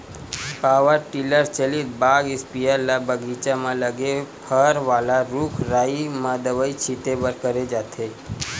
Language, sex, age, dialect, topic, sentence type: Chhattisgarhi, male, 18-24, Western/Budati/Khatahi, agriculture, statement